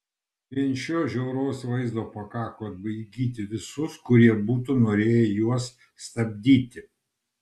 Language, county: Lithuanian, Kaunas